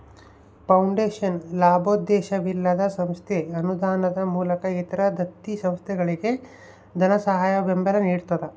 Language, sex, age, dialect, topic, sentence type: Kannada, male, 25-30, Central, banking, statement